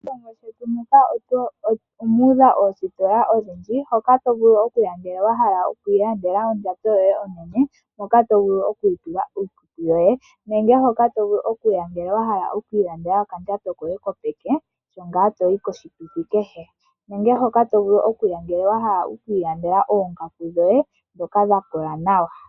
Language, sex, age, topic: Oshiwambo, female, 18-24, finance